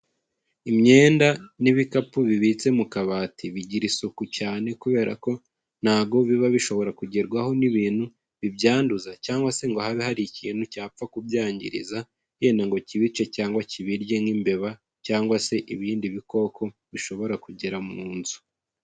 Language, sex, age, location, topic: Kinyarwanda, male, 18-24, Huye, education